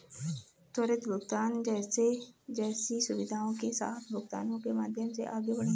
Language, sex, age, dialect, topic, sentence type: Hindi, female, 18-24, Marwari Dhudhari, banking, statement